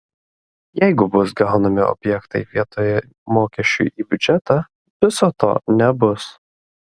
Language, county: Lithuanian, Klaipėda